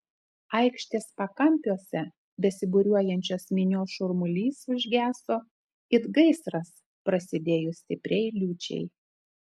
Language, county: Lithuanian, Telšiai